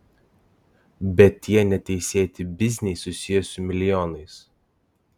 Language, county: Lithuanian, Klaipėda